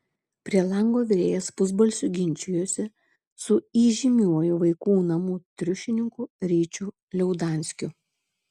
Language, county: Lithuanian, Šiauliai